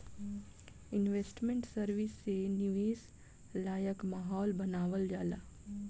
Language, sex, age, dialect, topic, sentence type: Bhojpuri, female, 25-30, Southern / Standard, banking, statement